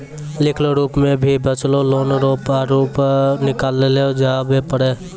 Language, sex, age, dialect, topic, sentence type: Maithili, male, 25-30, Angika, banking, statement